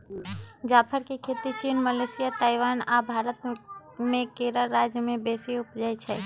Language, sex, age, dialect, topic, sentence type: Magahi, female, 18-24, Western, agriculture, statement